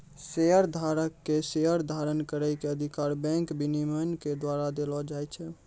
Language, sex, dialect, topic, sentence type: Maithili, male, Angika, banking, statement